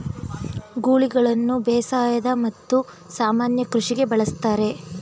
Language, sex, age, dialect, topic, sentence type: Kannada, female, 18-24, Mysore Kannada, agriculture, statement